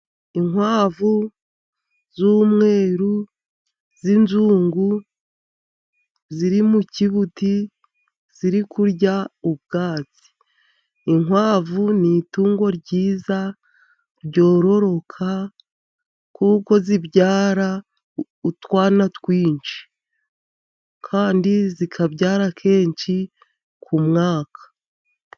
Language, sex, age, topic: Kinyarwanda, female, 50+, agriculture